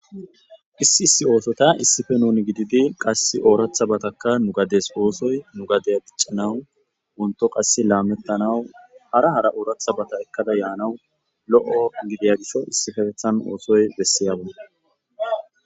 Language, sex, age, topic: Gamo, male, 25-35, agriculture